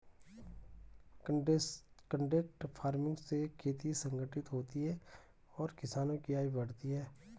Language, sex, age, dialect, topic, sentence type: Hindi, male, 36-40, Garhwali, agriculture, statement